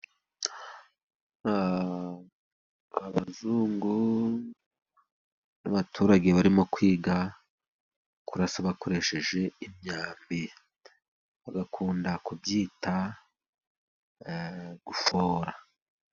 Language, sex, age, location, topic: Kinyarwanda, male, 36-49, Musanze, government